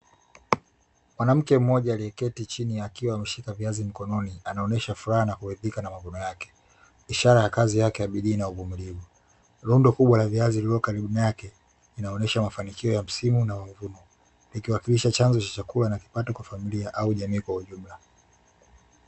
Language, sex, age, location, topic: Swahili, male, 25-35, Dar es Salaam, agriculture